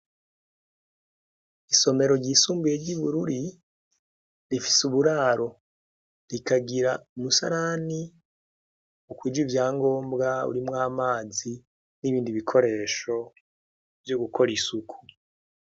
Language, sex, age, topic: Rundi, male, 36-49, education